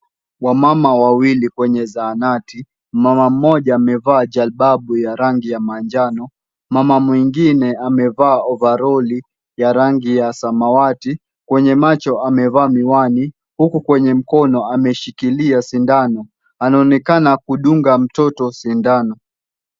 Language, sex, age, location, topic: Swahili, male, 18-24, Kisumu, health